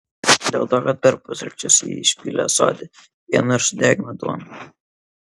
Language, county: Lithuanian, Kaunas